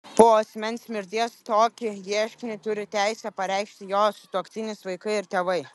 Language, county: Lithuanian, Vilnius